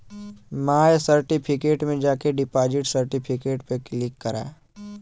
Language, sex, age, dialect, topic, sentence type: Bhojpuri, male, 18-24, Western, banking, statement